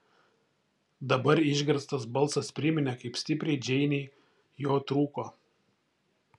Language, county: Lithuanian, Šiauliai